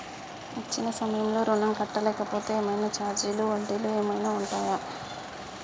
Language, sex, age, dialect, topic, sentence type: Telugu, female, 25-30, Telangana, banking, question